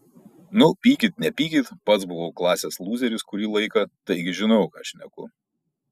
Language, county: Lithuanian, Kaunas